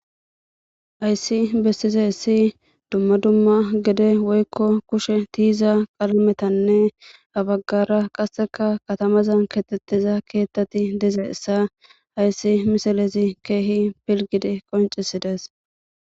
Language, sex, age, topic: Gamo, female, 18-24, government